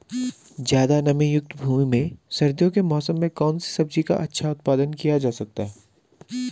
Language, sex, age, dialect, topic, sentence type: Hindi, male, 25-30, Garhwali, agriculture, question